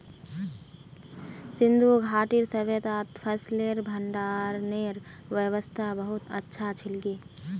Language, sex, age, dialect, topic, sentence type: Magahi, female, 18-24, Northeastern/Surjapuri, agriculture, statement